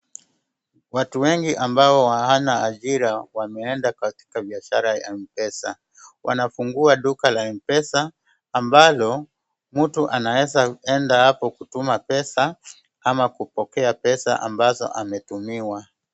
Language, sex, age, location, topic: Swahili, male, 36-49, Wajir, finance